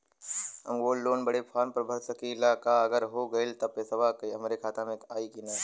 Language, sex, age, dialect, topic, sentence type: Bhojpuri, male, 18-24, Western, banking, question